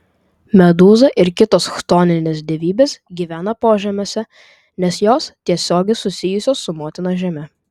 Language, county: Lithuanian, Vilnius